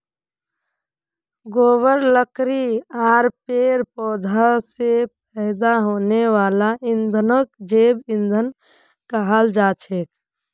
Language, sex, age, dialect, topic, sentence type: Magahi, female, 25-30, Northeastern/Surjapuri, agriculture, statement